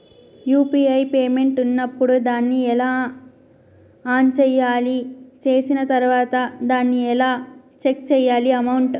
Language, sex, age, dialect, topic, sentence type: Telugu, female, 25-30, Telangana, banking, question